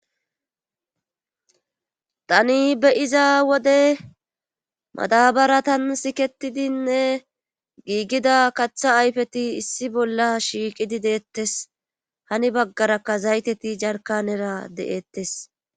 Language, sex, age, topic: Gamo, female, 25-35, government